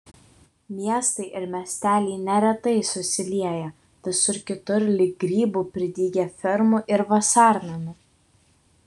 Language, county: Lithuanian, Vilnius